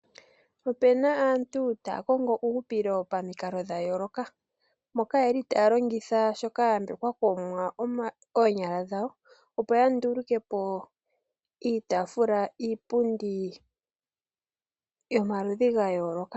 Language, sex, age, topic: Oshiwambo, male, 18-24, finance